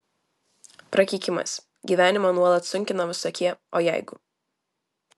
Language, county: Lithuanian, Vilnius